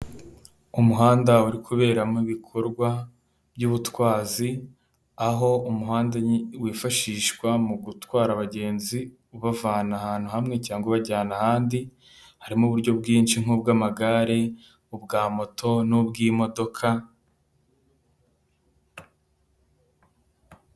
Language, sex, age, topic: Kinyarwanda, male, 18-24, government